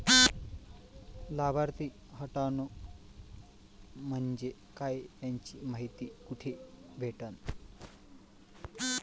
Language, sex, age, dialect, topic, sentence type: Marathi, male, 25-30, Varhadi, banking, question